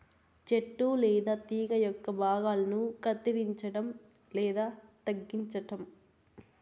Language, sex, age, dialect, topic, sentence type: Telugu, female, 18-24, Southern, agriculture, statement